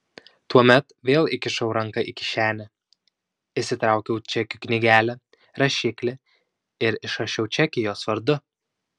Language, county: Lithuanian, Šiauliai